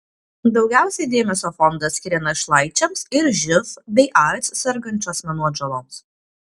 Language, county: Lithuanian, Kaunas